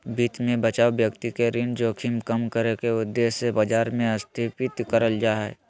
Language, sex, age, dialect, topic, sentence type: Magahi, male, 25-30, Southern, banking, statement